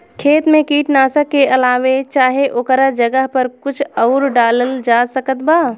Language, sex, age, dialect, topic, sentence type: Bhojpuri, female, 25-30, Southern / Standard, agriculture, question